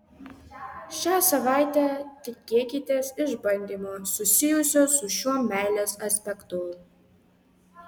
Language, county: Lithuanian, Kaunas